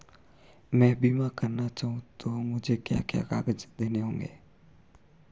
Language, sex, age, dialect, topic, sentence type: Hindi, male, 41-45, Marwari Dhudhari, banking, question